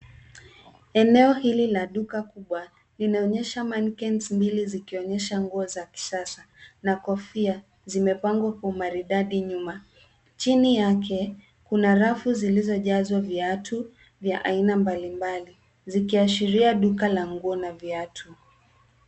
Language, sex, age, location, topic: Swahili, female, 36-49, Nairobi, finance